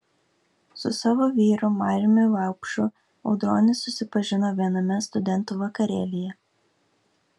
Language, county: Lithuanian, Kaunas